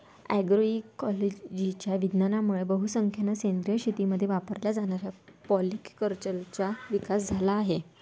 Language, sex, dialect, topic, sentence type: Marathi, female, Varhadi, agriculture, statement